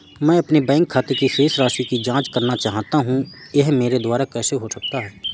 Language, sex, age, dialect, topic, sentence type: Hindi, male, 18-24, Awadhi Bundeli, banking, question